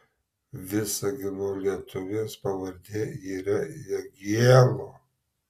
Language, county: Lithuanian, Marijampolė